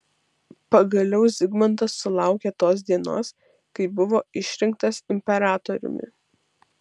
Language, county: Lithuanian, Vilnius